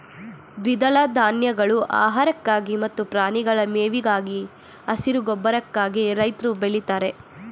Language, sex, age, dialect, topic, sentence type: Kannada, female, 18-24, Mysore Kannada, agriculture, statement